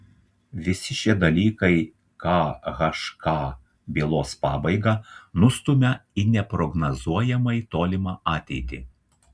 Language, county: Lithuanian, Telšiai